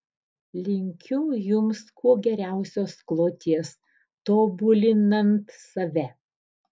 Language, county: Lithuanian, Alytus